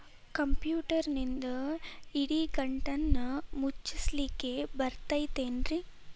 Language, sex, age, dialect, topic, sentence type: Kannada, female, 18-24, Dharwad Kannada, banking, question